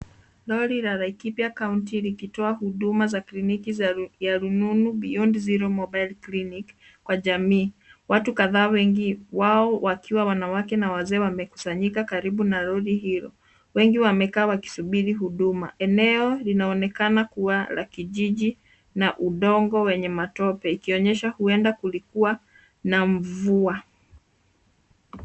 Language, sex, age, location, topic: Swahili, female, 25-35, Nairobi, health